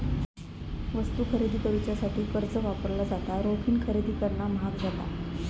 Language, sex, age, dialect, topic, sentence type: Marathi, female, 25-30, Southern Konkan, banking, statement